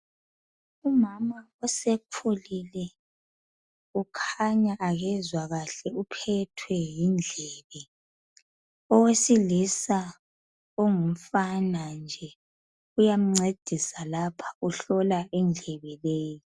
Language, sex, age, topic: North Ndebele, female, 25-35, health